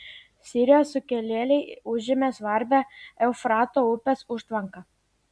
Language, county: Lithuanian, Klaipėda